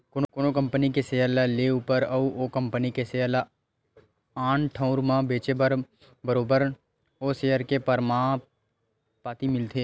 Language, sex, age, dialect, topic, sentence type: Chhattisgarhi, male, 25-30, Western/Budati/Khatahi, banking, statement